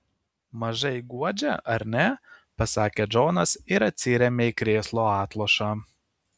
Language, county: Lithuanian, Kaunas